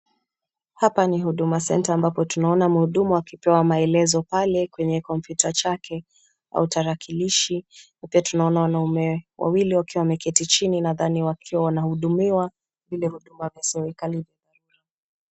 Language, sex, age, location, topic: Swahili, female, 25-35, Kisumu, government